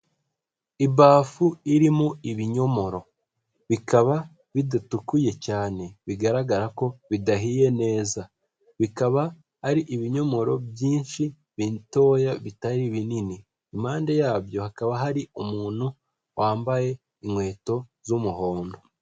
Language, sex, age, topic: Kinyarwanda, male, 25-35, agriculture